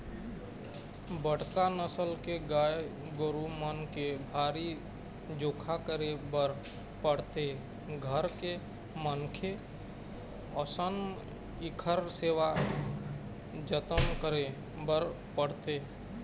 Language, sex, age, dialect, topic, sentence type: Chhattisgarhi, male, 25-30, Eastern, agriculture, statement